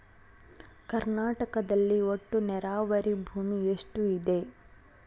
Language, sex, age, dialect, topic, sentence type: Kannada, female, 18-24, Central, agriculture, question